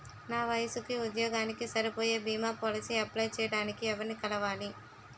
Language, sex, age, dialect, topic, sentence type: Telugu, female, 18-24, Utterandhra, banking, question